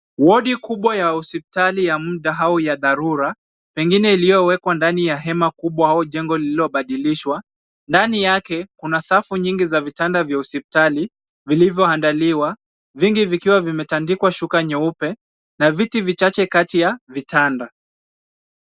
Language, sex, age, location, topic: Swahili, male, 25-35, Kisumu, health